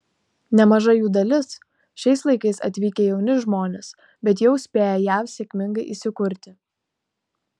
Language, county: Lithuanian, Tauragė